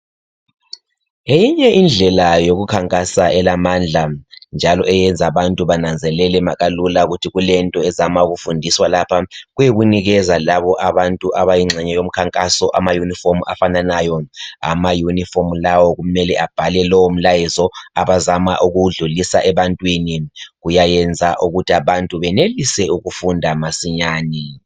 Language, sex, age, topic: North Ndebele, male, 36-49, health